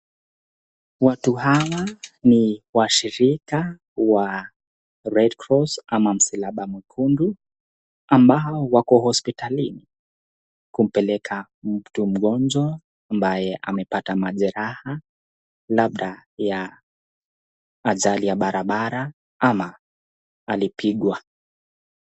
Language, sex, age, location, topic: Swahili, male, 18-24, Nakuru, health